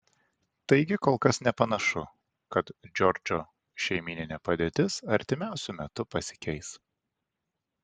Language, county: Lithuanian, Vilnius